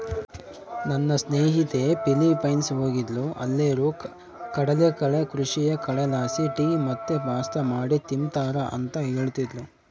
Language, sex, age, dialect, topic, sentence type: Kannada, male, 25-30, Central, agriculture, statement